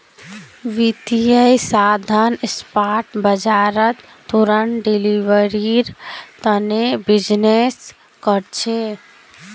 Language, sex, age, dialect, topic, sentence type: Magahi, female, 18-24, Northeastern/Surjapuri, banking, statement